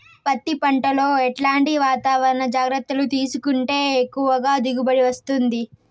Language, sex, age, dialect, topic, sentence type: Telugu, female, 18-24, Southern, agriculture, question